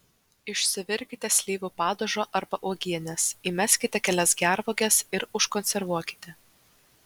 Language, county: Lithuanian, Vilnius